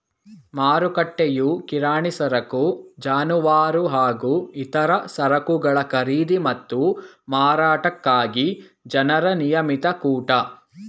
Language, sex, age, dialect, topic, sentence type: Kannada, male, 18-24, Mysore Kannada, agriculture, statement